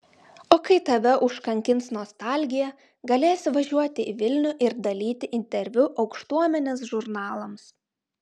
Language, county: Lithuanian, Klaipėda